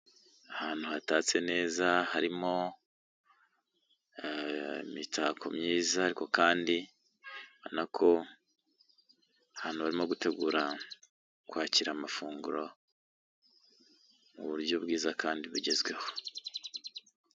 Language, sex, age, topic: Kinyarwanda, male, 25-35, finance